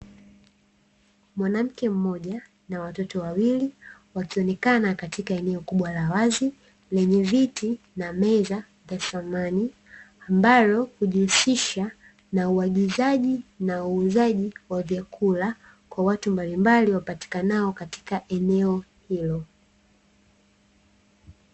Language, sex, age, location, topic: Swahili, female, 18-24, Dar es Salaam, finance